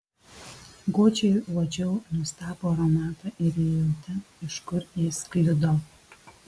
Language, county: Lithuanian, Alytus